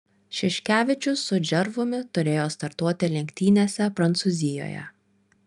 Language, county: Lithuanian, Vilnius